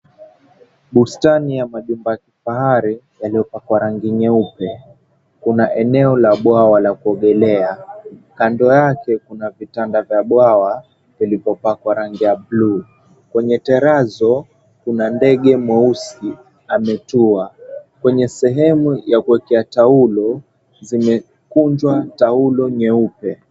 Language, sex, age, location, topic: Swahili, male, 18-24, Mombasa, government